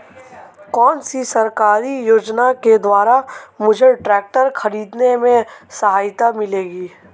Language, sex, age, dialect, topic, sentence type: Hindi, male, 18-24, Marwari Dhudhari, agriculture, question